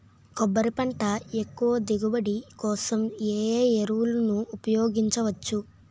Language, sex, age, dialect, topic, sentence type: Telugu, male, 25-30, Utterandhra, agriculture, question